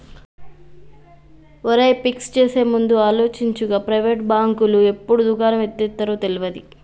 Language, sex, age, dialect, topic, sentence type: Telugu, female, 25-30, Telangana, banking, statement